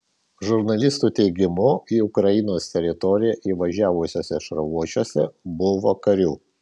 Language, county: Lithuanian, Vilnius